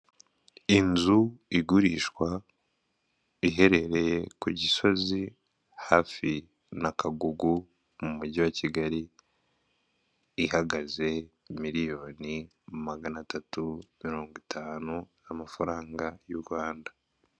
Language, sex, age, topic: Kinyarwanda, male, 25-35, finance